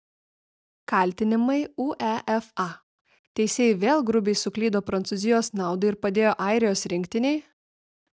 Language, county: Lithuanian, Vilnius